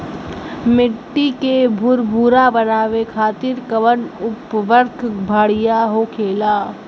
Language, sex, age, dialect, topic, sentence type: Bhojpuri, female, <18, Western, agriculture, question